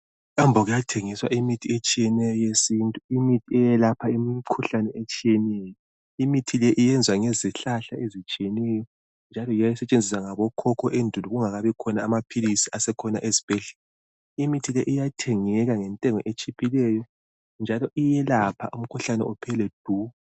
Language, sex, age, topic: North Ndebele, male, 36-49, health